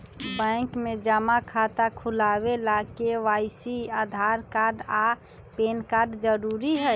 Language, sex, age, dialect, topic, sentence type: Magahi, female, 31-35, Western, banking, statement